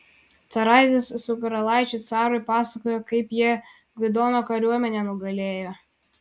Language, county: Lithuanian, Vilnius